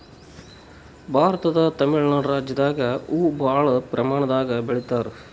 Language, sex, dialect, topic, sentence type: Kannada, male, Northeastern, agriculture, statement